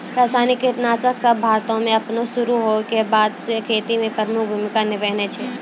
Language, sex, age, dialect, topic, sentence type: Maithili, female, 36-40, Angika, agriculture, statement